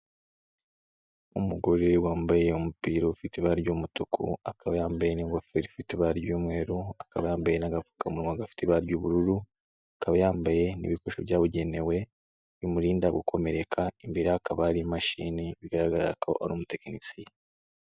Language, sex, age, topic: Kinyarwanda, male, 18-24, government